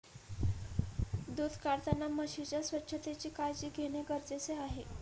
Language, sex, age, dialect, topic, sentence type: Marathi, female, 18-24, Standard Marathi, agriculture, statement